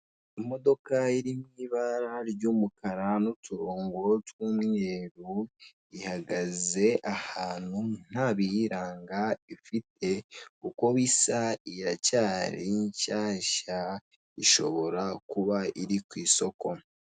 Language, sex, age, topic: Kinyarwanda, male, 18-24, finance